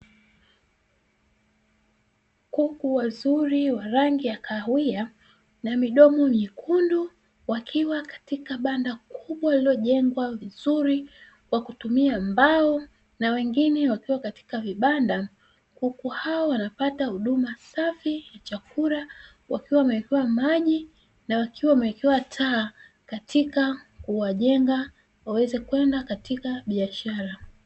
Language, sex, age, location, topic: Swahili, female, 36-49, Dar es Salaam, agriculture